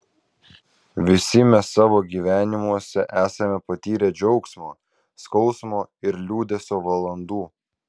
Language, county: Lithuanian, Vilnius